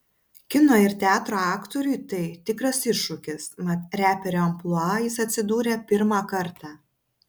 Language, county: Lithuanian, Vilnius